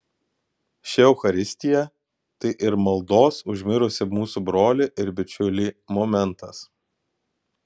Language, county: Lithuanian, Kaunas